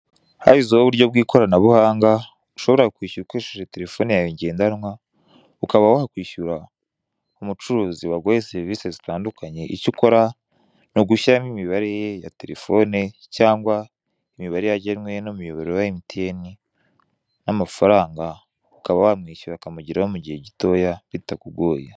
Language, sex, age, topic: Kinyarwanda, male, 18-24, finance